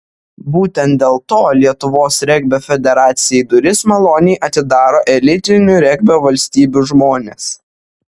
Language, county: Lithuanian, Vilnius